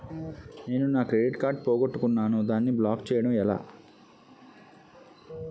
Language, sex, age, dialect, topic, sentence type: Telugu, male, 31-35, Utterandhra, banking, question